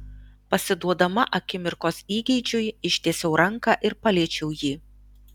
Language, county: Lithuanian, Alytus